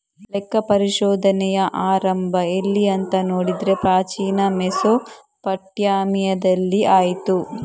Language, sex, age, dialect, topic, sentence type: Kannada, female, 60-100, Coastal/Dakshin, banking, statement